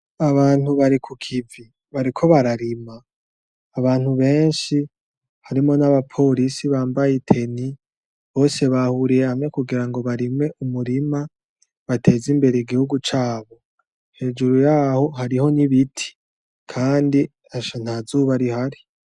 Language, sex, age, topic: Rundi, male, 18-24, agriculture